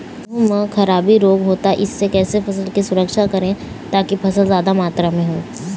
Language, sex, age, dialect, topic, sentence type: Chhattisgarhi, female, 18-24, Eastern, agriculture, question